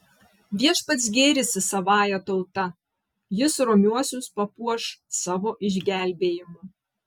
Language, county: Lithuanian, Vilnius